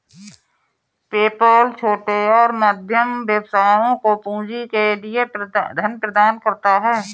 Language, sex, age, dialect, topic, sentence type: Hindi, female, 31-35, Awadhi Bundeli, banking, statement